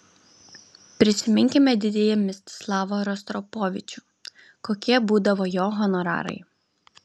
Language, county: Lithuanian, Vilnius